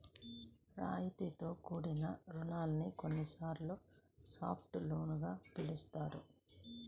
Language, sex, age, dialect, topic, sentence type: Telugu, female, 46-50, Central/Coastal, banking, statement